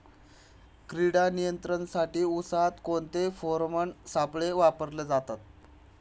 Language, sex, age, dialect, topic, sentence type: Marathi, male, 25-30, Standard Marathi, agriculture, question